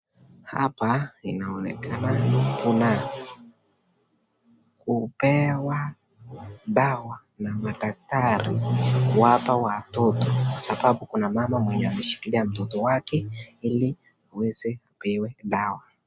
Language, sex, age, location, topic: Swahili, male, 18-24, Nakuru, health